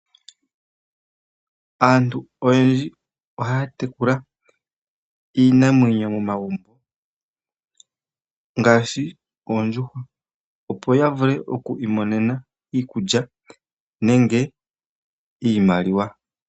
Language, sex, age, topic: Oshiwambo, male, 25-35, agriculture